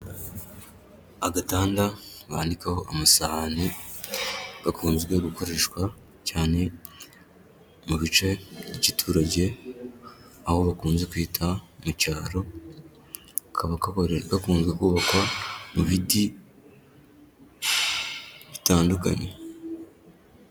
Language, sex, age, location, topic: Kinyarwanda, male, 18-24, Kigali, health